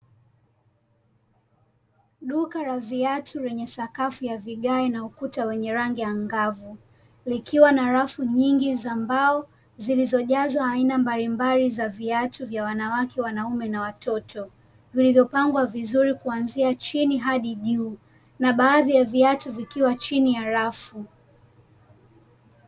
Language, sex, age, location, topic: Swahili, female, 18-24, Dar es Salaam, finance